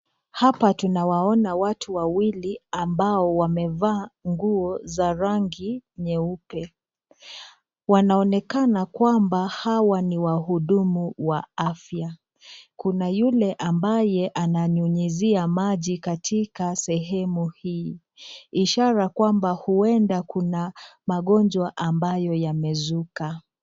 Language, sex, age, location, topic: Swahili, female, 25-35, Nakuru, health